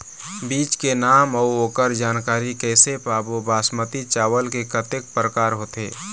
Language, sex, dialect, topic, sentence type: Chhattisgarhi, male, Eastern, agriculture, question